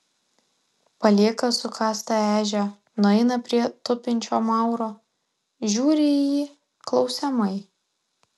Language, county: Lithuanian, Alytus